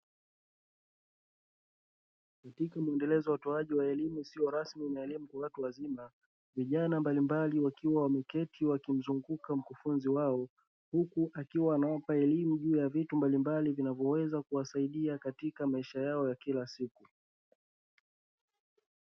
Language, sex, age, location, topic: Swahili, male, 25-35, Dar es Salaam, education